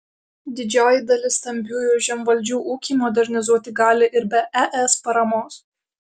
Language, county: Lithuanian, Alytus